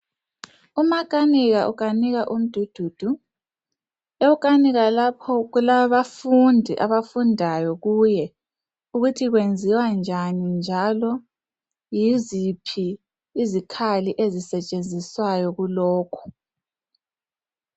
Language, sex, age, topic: North Ndebele, female, 25-35, education